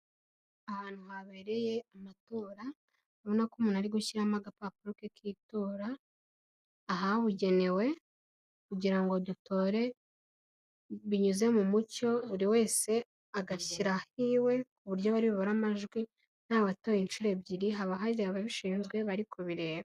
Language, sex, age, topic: Kinyarwanda, female, 18-24, government